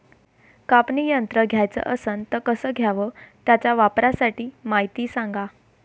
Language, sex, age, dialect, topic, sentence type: Marathi, female, 18-24, Varhadi, agriculture, question